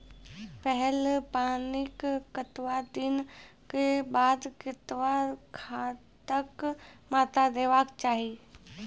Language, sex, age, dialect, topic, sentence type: Maithili, female, 18-24, Angika, agriculture, question